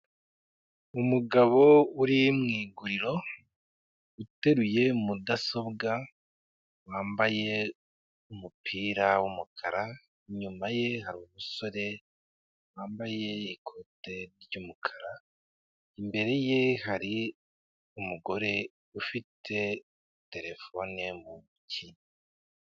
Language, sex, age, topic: Kinyarwanda, male, 25-35, finance